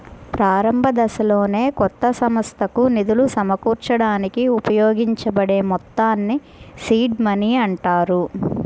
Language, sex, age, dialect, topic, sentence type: Telugu, male, 41-45, Central/Coastal, banking, statement